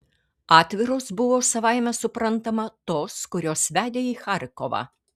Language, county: Lithuanian, Kaunas